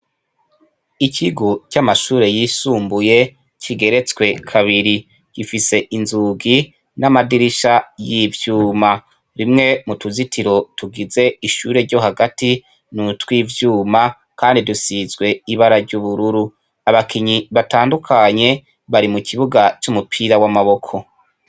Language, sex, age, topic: Rundi, male, 25-35, education